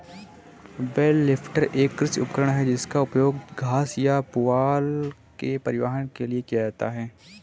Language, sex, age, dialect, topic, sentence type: Hindi, male, 18-24, Kanauji Braj Bhasha, agriculture, statement